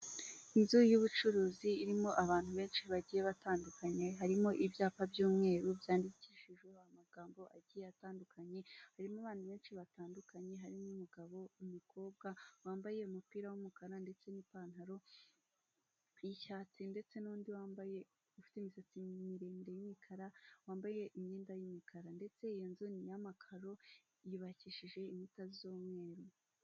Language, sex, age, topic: Kinyarwanda, female, 18-24, finance